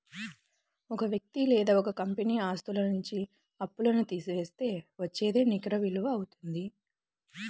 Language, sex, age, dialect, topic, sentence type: Telugu, female, 18-24, Central/Coastal, banking, statement